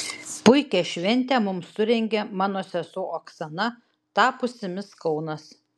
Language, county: Lithuanian, Šiauliai